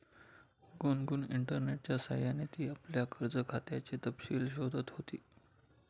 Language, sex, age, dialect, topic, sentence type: Marathi, male, 25-30, Standard Marathi, banking, statement